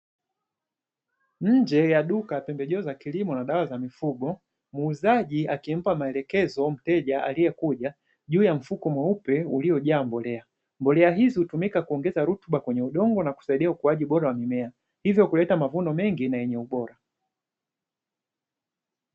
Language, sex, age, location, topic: Swahili, male, 25-35, Dar es Salaam, agriculture